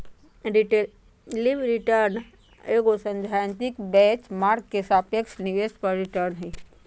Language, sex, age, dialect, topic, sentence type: Magahi, female, 51-55, Western, banking, statement